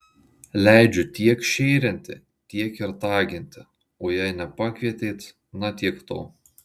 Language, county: Lithuanian, Marijampolė